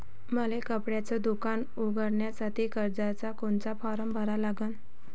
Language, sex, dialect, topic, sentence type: Marathi, female, Varhadi, banking, question